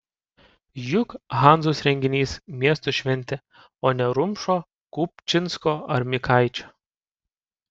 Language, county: Lithuanian, Panevėžys